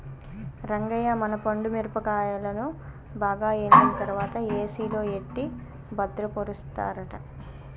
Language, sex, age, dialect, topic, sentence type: Telugu, female, 25-30, Telangana, agriculture, statement